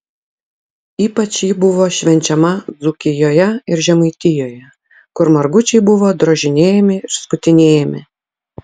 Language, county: Lithuanian, Utena